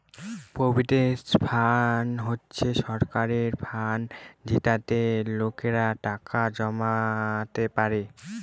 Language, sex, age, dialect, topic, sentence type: Bengali, male, <18, Northern/Varendri, banking, statement